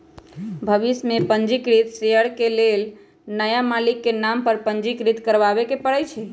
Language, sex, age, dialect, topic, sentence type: Magahi, female, 25-30, Western, banking, statement